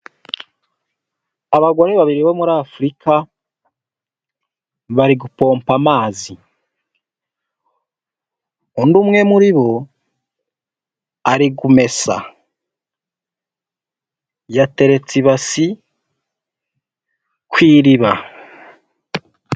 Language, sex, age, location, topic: Kinyarwanda, male, 18-24, Huye, health